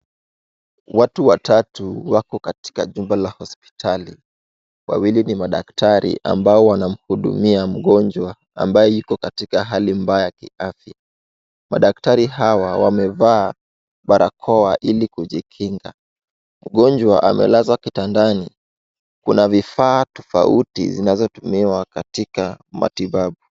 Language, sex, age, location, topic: Swahili, male, 18-24, Wajir, health